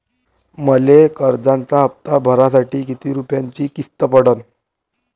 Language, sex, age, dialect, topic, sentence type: Marathi, male, 18-24, Varhadi, banking, question